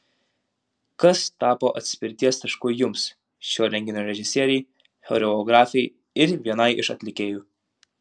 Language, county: Lithuanian, Utena